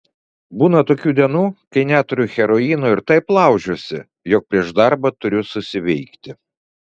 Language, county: Lithuanian, Vilnius